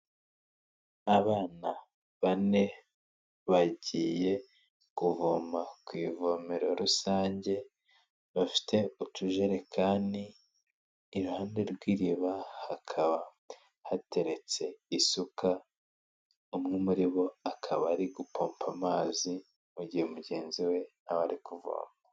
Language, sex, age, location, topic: Kinyarwanda, male, 18-24, Huye, health